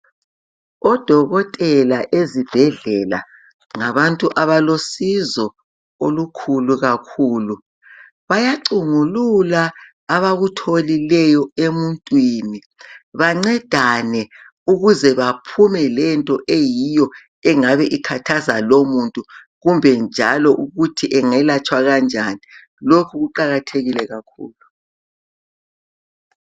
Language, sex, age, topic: North Ndebele, female, 50+, health